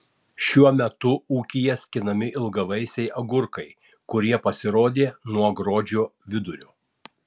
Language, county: Lithuanian, Tauragė